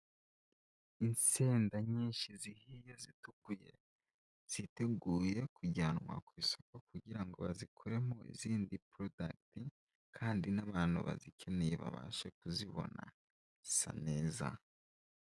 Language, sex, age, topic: Kinyarwanda, male, 18-24, agriculture